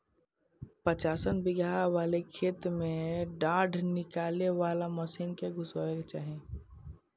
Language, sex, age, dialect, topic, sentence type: Bhojpuri, male, 18-24, Northern, agriculture, statement